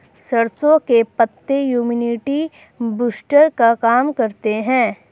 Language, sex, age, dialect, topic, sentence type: Hindi, female, 18-24, Hindustani Malvi Khadi Boli, agriculture, statement